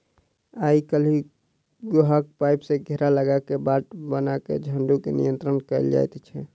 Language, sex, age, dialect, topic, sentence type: Maithili, male, 36-40, Southern/Standard, agriculture, statement